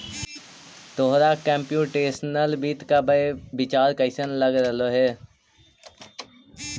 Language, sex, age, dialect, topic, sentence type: Magahi, male, 18-24, Central/Standard, banking, statement